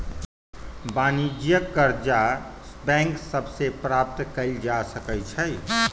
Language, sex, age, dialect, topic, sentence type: Magahi, male, 31-35, Western, banking, statement